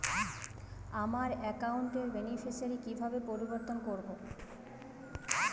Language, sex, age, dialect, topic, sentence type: Bengali, female, 31-35, Jharkhandi, banking, question